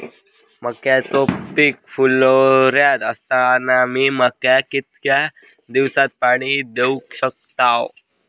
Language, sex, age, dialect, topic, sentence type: Marathi, male, 18-24, Southern Konkan, agriculture, question